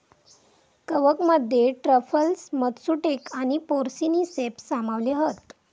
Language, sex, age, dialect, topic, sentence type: Marathi, female, 25-30, Southern Konkan, agriculture, statement